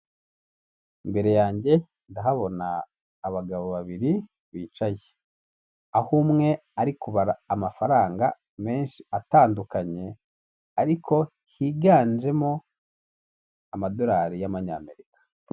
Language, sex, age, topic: Kinyarwanda, male, 50+, finance